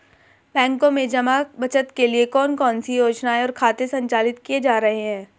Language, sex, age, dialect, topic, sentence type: Hindi, female, 18-24, Hindustani Malvi Khadi Boli, banking, question